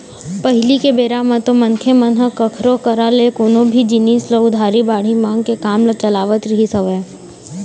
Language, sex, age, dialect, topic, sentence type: Chhattisgarhi, female, 18-24, Eastern, banking, statement